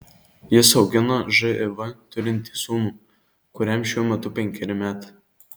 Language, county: Lithuanian, Marijampolė